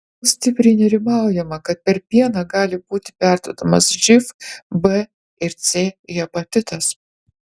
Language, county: Lithuanian, Utena